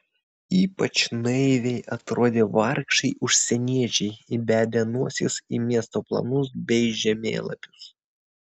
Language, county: Lithuanian, Vilnius